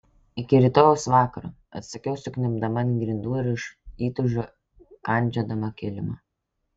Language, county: Lithuanian, Kaunas